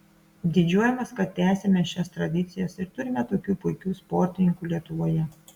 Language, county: Lithuanian, Klaipėda